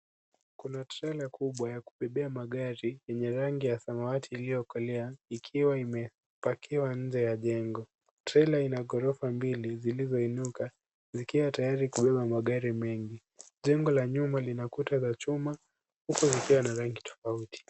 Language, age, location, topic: Swahili, 18-24, Nairobi, finance